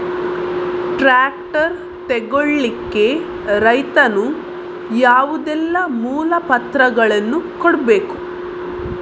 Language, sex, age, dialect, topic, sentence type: Kannada, female, 18-24, Coastal/Dakshin, agriculture, question